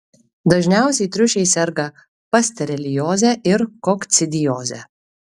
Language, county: Lithuanian, Kaunas